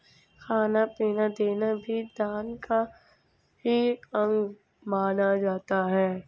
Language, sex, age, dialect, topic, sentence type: Hindi, female, 51-55, Marwari Dhudhari, banking, statement